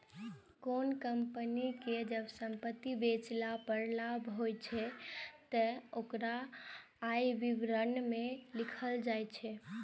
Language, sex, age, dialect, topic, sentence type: Maithili, female, 18-24, Eastern / Thethi, banking, statement